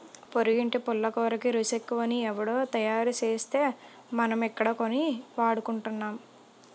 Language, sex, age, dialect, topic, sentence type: Telugu, female, 25-30, Utterandhra, banking, statement